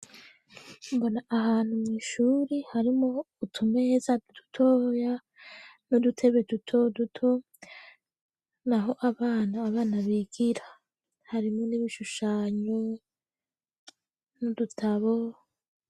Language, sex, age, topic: Rundi, female, 18-24, education